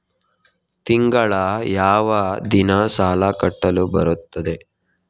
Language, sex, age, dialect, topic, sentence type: Kannada, male, 18-24, Coastal/Dakshin, banking, question